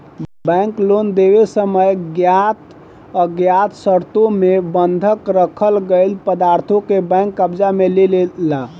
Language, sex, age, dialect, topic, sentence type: Bhojpuri, male, 18-24, Southern / Standard, banking, statement